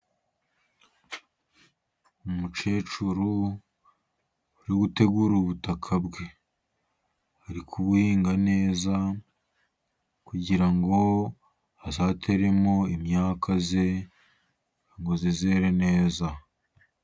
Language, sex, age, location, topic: Kinyarwanda, male, 50+, Musanze, agriculture